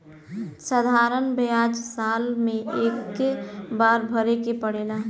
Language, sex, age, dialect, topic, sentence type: Bhojpuri, female, 18-24, Southern / Standard, banking, statement